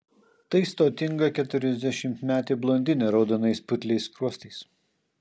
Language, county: Lithuanian, Kaunas